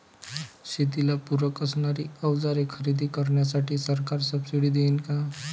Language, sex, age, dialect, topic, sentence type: Marathi, male, 25-30, Varhadi, agriculture, question